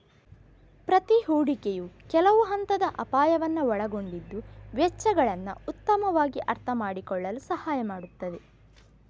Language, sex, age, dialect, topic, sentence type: Kannada, female, 31-35, Coastal/Dakshin, banking, statement